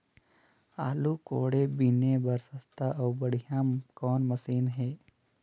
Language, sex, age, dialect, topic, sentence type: Chhattisgarhi, male, 18-24, Northern/Bhandar, agriculture, question